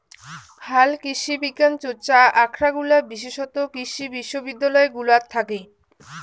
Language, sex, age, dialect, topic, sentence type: Bengali, female, 18-24, Rajbangshi, agriculture, statement